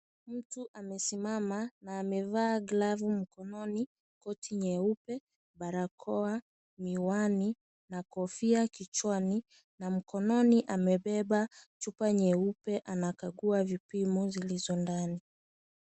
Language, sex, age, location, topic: Swahili, female, 25-35, Kisii, agriculture